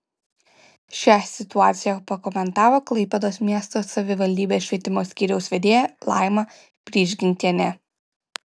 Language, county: Lithuanian, Kaunas